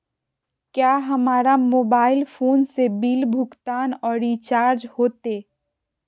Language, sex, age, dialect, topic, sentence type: Magahi, female, 41-45, Southern, banking, question